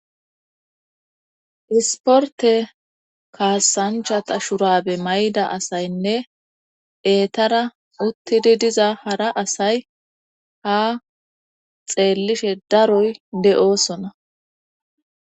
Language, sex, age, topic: Gamo, female, 25-35, government